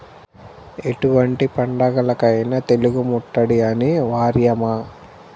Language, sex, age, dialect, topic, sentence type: Telugu, male, 18-24, Central/Coastal, agriculture, question